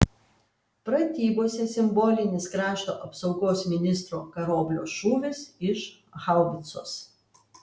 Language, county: Lithuanian, Kaunas